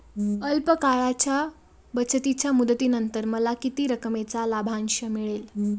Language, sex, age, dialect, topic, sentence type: Marathi, female, 18-24, Standard Marathi, banking, question